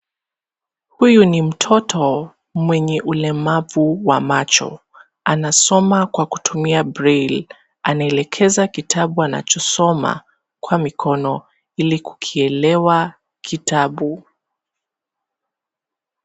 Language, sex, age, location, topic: Swahili, female, 25-35, Nairobi, education